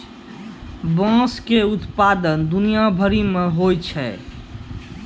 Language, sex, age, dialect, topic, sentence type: Maithili, male, 51-55, Angika, agriculture, statement